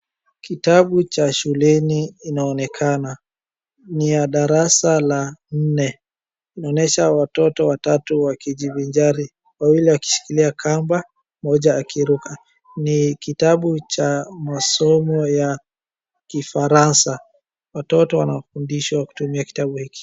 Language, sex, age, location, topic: Swahili, male, 36-49, Wajir, education